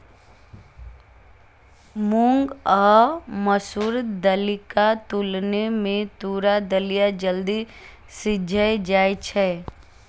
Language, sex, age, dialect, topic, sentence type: Maithili, female, 25-30, Eastern / Thethi, agriculture, statement